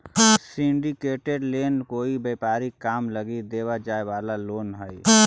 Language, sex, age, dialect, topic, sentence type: Magahi, male, 41-45, Central/Standard, banking, statement